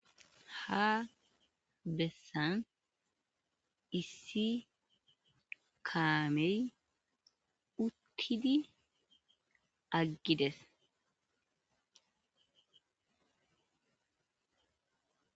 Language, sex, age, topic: Gamo, female, 25-35, agriculture